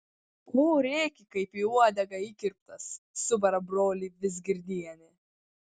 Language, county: Lithuanian, Vilnius